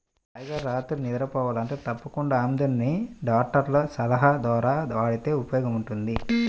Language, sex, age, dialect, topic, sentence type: Telugu, male, 31-35, Central/Coastal, agriculture, statement